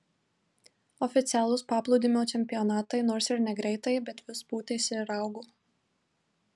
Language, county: Lithuanian, Marijampolė